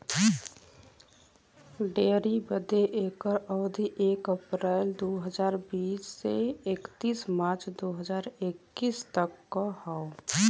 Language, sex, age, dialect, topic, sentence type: Bhojpuri, female, 18-24, Western, agriculture, statement